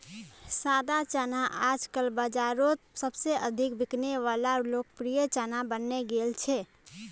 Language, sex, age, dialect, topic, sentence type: Magahi, female, 25-30, Northeastern/Surjapuri, agriculture, statement